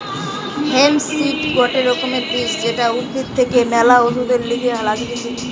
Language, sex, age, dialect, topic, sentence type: Bengali, female, 18-24, Western, agriculture, statement